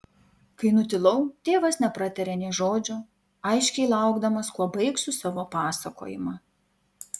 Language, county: Lithuanian, Vilnius